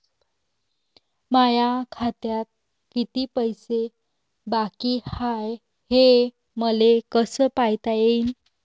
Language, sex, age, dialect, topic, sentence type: Marathi, female, 18-24, Varhadi, banking, question